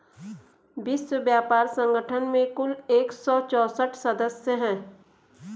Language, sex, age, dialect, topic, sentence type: Hindi, female, 25-30, Kanauji Braj Bhasha, banking, statement